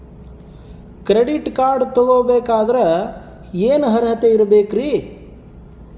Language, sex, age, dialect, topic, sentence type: Kannada, male, 31-35, Central, banking, question